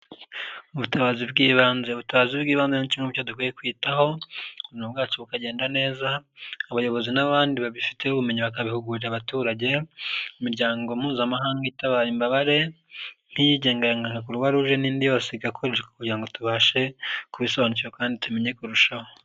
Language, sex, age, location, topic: Kinyarwanda, male, 25-35, Nyagatare, health